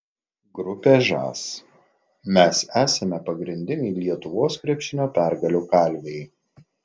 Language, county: Lithuanian, Klaipėda